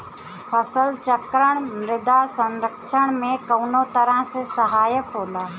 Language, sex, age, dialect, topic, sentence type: Bhojpuri, female, 31-35, Southern / Standard, agriculture, question